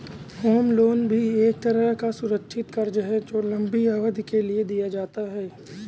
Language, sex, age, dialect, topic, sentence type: Hindi, male, 18-24, Awadhi Bundeli, banking, statement